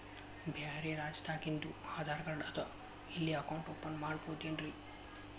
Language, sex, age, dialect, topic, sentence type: Kannada, male, 25-30, Dharwad Kannada, banking, question